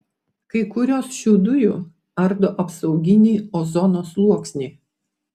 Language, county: Lithuanian, Vilnius